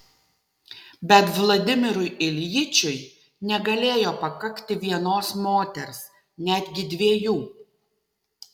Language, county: Lithuanian, Utena